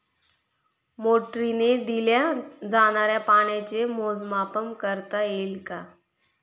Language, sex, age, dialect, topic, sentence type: Marathi, female, 31-35, Northern Konkan, agriculture, question